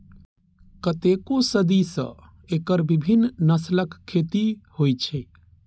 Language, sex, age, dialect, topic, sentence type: Maithili, male, 31-35, Eastern / Thethi, agriculture, statement